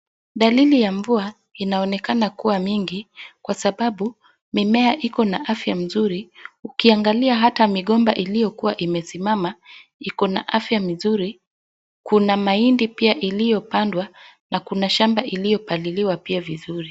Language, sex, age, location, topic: Swahili, female, 25-35, Wajir, agriculture